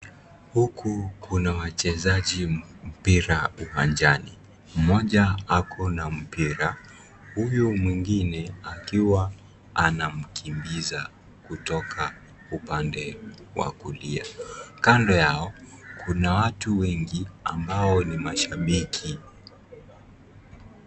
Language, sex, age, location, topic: Swahili, male, 18-24, Kisii, government